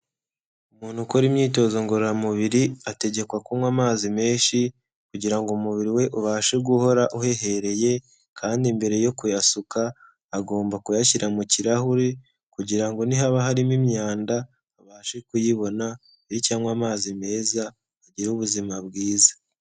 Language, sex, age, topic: Kinyarwanda, male, 25-35, health